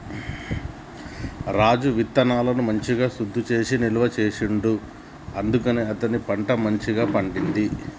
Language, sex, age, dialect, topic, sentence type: Telugu, male, 41-45, Telangana, agriculture, statement